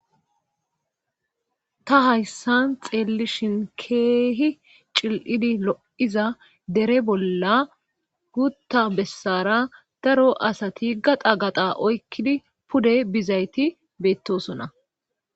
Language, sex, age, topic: Gamo, female, 25-35, government